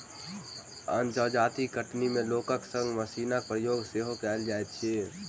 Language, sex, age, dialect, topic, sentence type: Maithili, male, 18-24, Southern/Standard, agriculture, statement